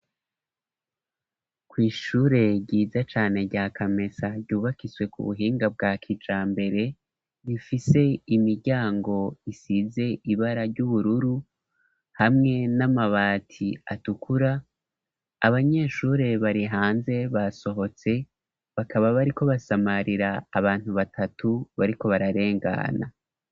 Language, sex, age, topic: Rundi, male, 25-35, education